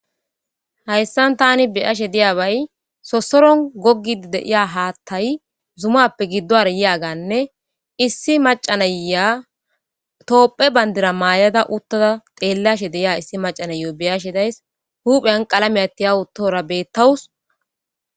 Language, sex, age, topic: Gamo, female, 18-24, government